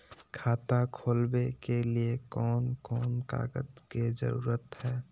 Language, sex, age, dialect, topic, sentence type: Magahi, male, 18-24, Southern, banking, question